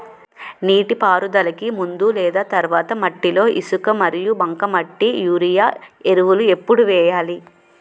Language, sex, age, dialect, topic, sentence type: Telugu, female, 18-24, Utterandhra, agriculture, question